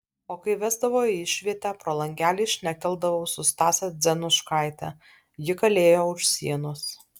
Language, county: Lithuanian, Alytus